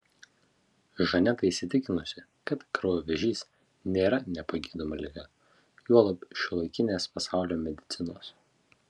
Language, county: Lithuanian, Vilnius